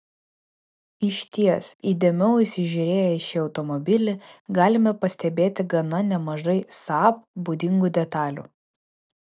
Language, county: Lithuanian, Vilnius